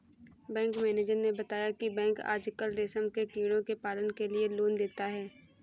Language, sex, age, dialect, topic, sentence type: Hindi, female, 25-30, Kanauji Braj Bhasha, agriculture, statement